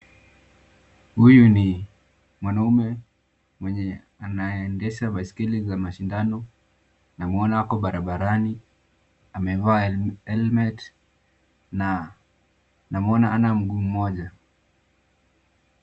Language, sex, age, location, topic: Swahili, male, 18-24, Nakuru, education